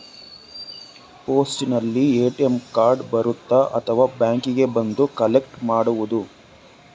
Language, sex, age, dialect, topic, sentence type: Kannada, male, 18-24, Coastal/Dakshin, banking, question